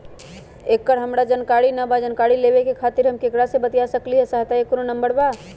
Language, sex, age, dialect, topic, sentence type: Magahi, male, 18-24, Western, banking, question